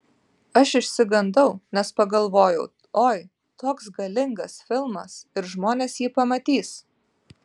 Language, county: Lithuanian, Vilnius